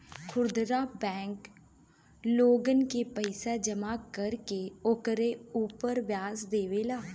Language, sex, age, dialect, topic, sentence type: Bhojpuri, female, 25-30, Western, banking, statement